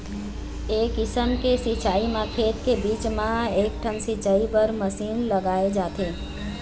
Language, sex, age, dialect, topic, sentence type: Chhattisgarhi, female, 41-45, Eastern, agriculture, statement